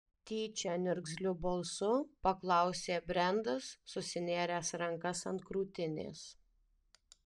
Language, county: Lithuanian, Alytus